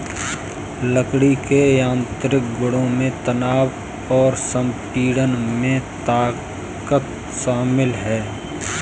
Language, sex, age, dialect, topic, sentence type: Hindi, male, 25-30, Kanauji Braj Bhasha, agriculture, statement